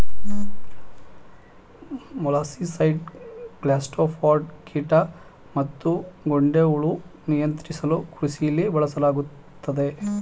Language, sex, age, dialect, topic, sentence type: Kannada, male, 31-35, Mysore Kannada, agriculture, statement